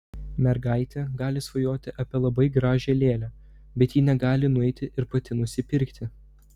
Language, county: Lithuanian, Vilnius